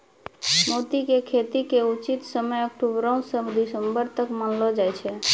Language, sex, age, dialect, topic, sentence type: Maithili, female, 25-30, Angika, agriculture, statement